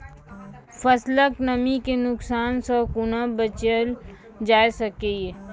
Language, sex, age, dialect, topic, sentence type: Maithili, female, 25-30, Angika, agriculture, question